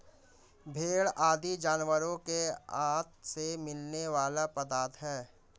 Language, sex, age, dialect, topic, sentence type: Hindi, male, 25-30, Marwari Dhudhari, agriculture, statement